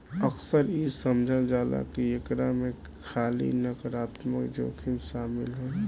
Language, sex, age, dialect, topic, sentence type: Bhojpuri, male, 18-24, Southern / Standard, banking, statement